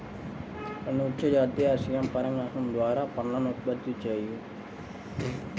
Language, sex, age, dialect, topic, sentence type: Telugu, male, 18-24, Central/Coastal, agriculture, statement